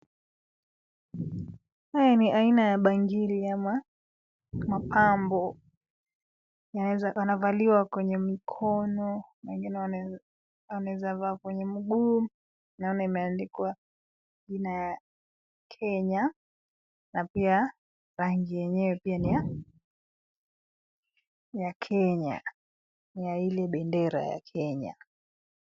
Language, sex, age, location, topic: Swahili, female, 25-35, Nairobi, finance